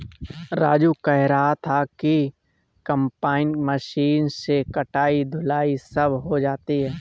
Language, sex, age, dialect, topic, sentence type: Hindi, male, 18-24, Awadhi Bundeli, agriculture, statement